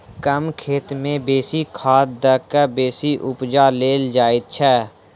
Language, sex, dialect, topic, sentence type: Maithili, male, Southern/Standard, agriculture, statement